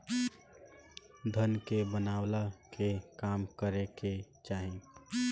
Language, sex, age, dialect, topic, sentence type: Bhojpuri, male, 18-24, Northern, banking, statement